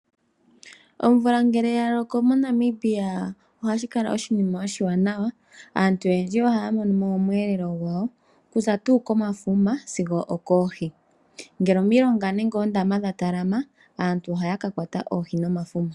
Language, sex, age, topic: Oshiwambo, female, 25-35, agriculture